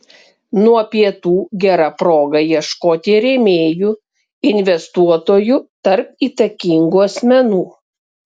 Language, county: Lithuanian, Kaunas